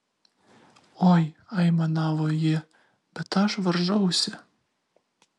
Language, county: Lithuanian, Vilnius